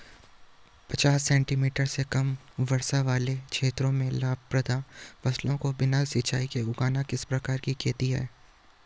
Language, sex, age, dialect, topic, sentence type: Hindi, male, 18-24, Hindustani Malvi Khadi Boli, agriculture, question